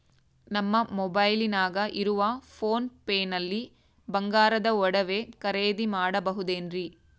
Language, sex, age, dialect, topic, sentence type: Kannada, female, 25-30, Central, banking, question